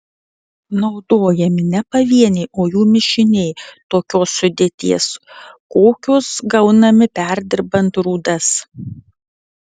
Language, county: Lithuanian, Vilnius